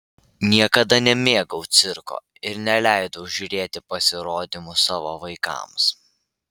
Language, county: Lithuanian, Vilnius